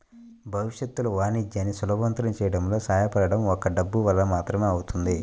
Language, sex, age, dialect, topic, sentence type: Telugu, male, 41-45, Central/Coastal, banking, statement